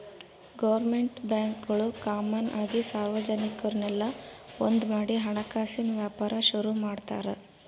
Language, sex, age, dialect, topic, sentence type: Kannada, female, 18-24, Central, banking, statement